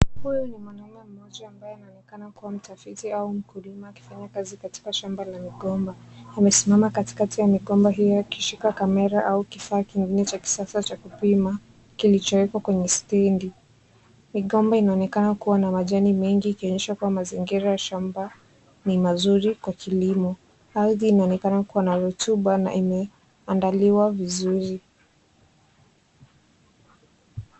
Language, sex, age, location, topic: Swahili, female, 18-24, Kisii, agriculture